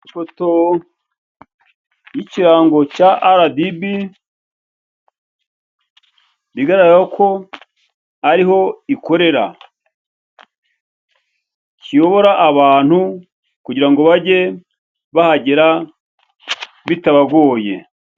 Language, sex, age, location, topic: Kinyarwanda, male, 50+, Kigali, government